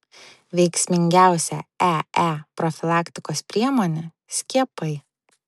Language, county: Lithuanian, Vilnius